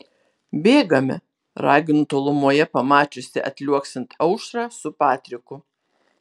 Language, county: Lithuanian, Kaunas